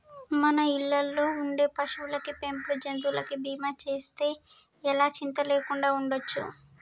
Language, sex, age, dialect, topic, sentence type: Telugu, male, 18-24, Telangana, banking, statement